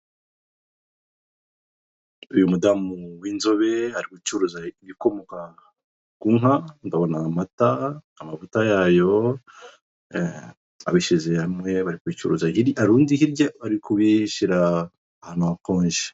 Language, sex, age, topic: Kinyarwanda, male, 36-49, finance